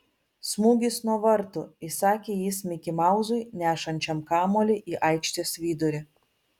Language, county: Lithuanian, Vilnius